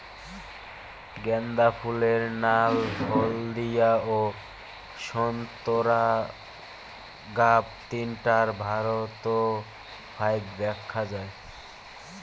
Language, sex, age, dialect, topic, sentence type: Bengali, male, <18, Rajbangshi, agriculture, statement